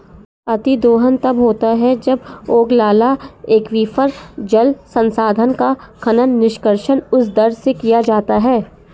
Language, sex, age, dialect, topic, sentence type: Hindi, female, 60-100, Marwari Dhudhari, agriculture, statement